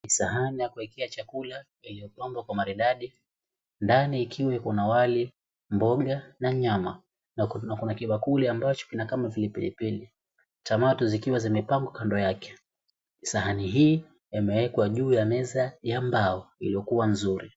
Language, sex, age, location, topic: Swahili, male, 18-24, Mombasa, agriculture